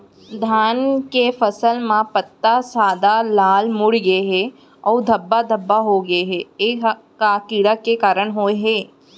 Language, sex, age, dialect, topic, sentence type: Chhattisgarhi, female, 18-24, Central, agriculture, question